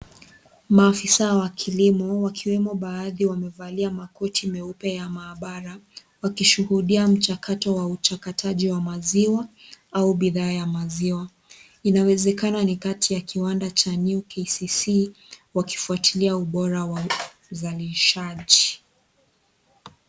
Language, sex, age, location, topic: Swahili, female, 25-35, Kisii, agriculture